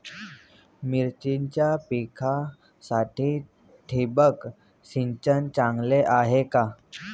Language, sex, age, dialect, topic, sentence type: Marathi, male, 18-24, Standard Marathi, agriculture, question